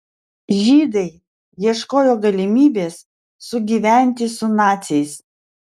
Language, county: Lithuanian, Vilnius